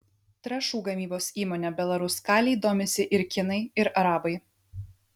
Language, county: Lithuanian, Vilnius